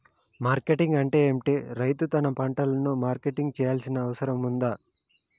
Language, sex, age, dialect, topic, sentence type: Telugu, male, 31-35, Telangana, agriculture, question